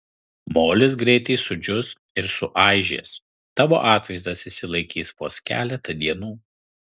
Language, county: Lithuanian, Kaunas